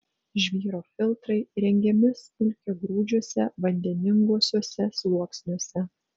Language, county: Lithuanian, Vilnius